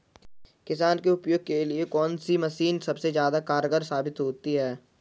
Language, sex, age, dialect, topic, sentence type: Hindi, male, 31-35, Kanauji Braj Bhasha, agriculture, question